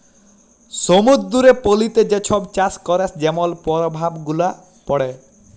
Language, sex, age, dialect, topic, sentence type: Bengali, male, 18-24, Jharkhandi, agriculture, statement